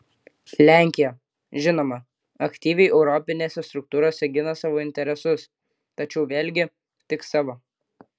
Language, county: Lithuanian, Klaipėda